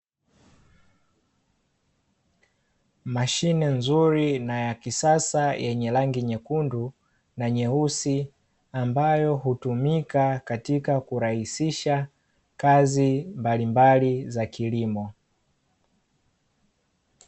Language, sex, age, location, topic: Swahili, male, 18-24, Dar es Salaam, agriculture